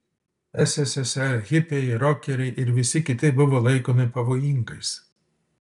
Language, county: Lithuanian, Utena